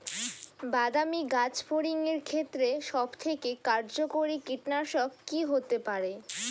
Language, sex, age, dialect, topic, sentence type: Bengali, female, 60-100, Rajbangshi, agriculture, question